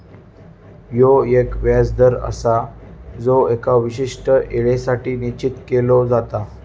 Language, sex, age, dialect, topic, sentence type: Marathi, male, 18-24, Southern Konkan, banking, statement